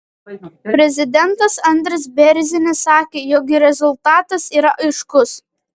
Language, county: Lithuanian, Vilnius